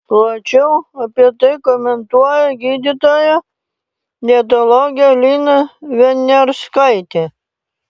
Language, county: Lithuanian, Panevėžys